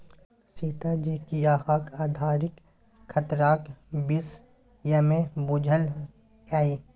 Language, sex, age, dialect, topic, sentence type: Maithili, male, 18-24, Bajjika, banking, statement